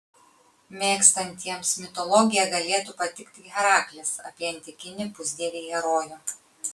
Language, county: Lithuanian, Kaunas